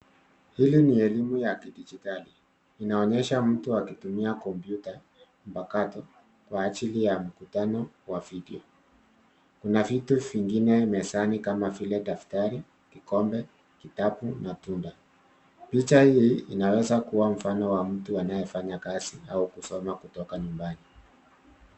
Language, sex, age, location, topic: Swahili, male, 36-49, Nairobi, education